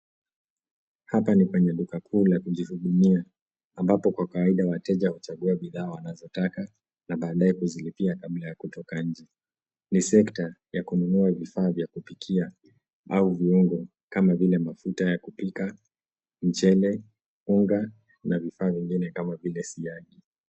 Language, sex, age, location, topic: Swahili, male, 18-24, Nairobi, finance